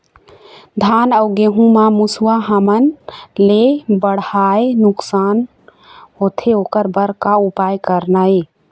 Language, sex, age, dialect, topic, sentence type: Chhattisgarhi, female, 51-55, Eastern, agriculture, question